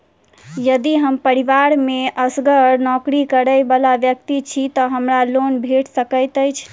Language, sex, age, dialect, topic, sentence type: Maithili, female, 18-24, Southern/Standard, banking, question